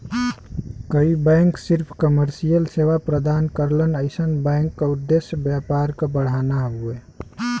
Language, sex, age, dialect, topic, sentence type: Bhojpuri, male, 18-24, Western, banking, statement